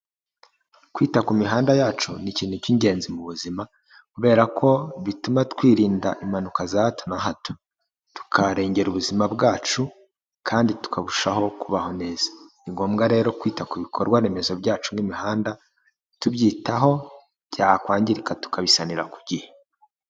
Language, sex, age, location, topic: Kinyarwanda, male, 25-35, Huye, agriculture